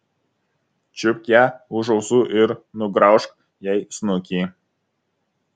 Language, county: Lithuanian, Vilnius